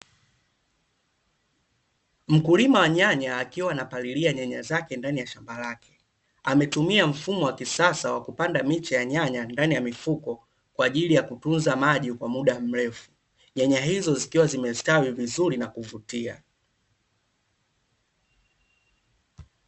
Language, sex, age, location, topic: Swahili, male, 25-35, Dar es Salaam, agriculture